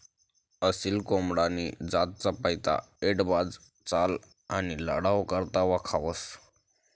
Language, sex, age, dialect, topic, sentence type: Marathi, male, 18-24, Northern Konkan, agriculture, statement